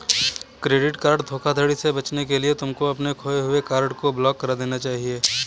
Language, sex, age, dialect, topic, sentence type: Hindi, male, 25-30, Kanauji Braj Bhasha, banking, statement